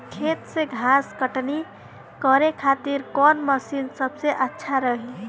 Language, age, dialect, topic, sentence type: Bhojpuri, 18-24, Southern / Standard, agriculture, question